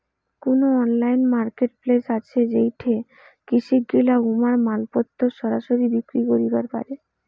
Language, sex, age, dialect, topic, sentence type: Bengali, female, 18-24, Rajbangshi, agriculture, statement